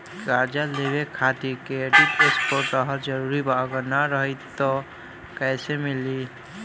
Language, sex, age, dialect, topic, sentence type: Bhojpuri, male, <18, Southern / Standard, banking, question